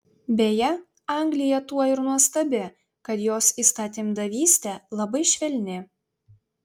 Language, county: Lithuanian, Vilnius